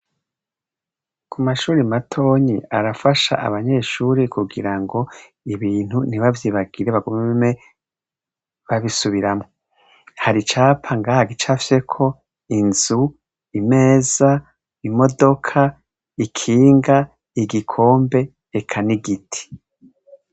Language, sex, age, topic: Rundi, male, 36-49, education